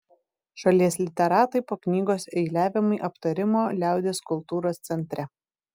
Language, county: Lithuanian, Vilnius